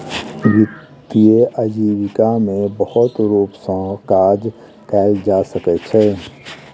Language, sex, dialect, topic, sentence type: Maithili, male, Southern/Standard, banking, statement